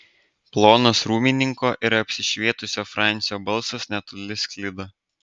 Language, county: Lithuanian, Vilnius